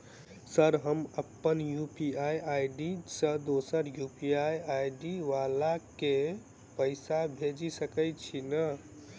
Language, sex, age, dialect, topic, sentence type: Maithili, male, 18-24, Southern/Standard, banking, question